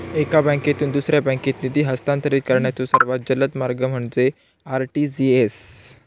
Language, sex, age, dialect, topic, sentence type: Marathi, male, 18-24, Southern Konkan, banking, statement